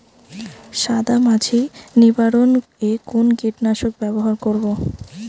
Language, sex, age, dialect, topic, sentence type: Bengali, female, 18-24, Rajbangshi, agriculture, question